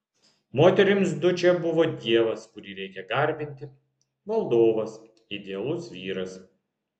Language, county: Lithuanian, Vilnius